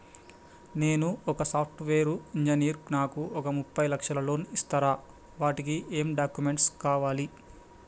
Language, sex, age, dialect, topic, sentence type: Telugu, male, 25-30, Telangana, banking, question